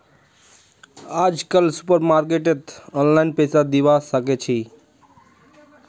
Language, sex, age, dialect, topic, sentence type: Magahi, male, 18-24, Northeastern/Surjapuri, agriculture, statement